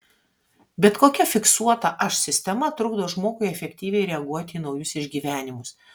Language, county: Lithuanian, Vilnius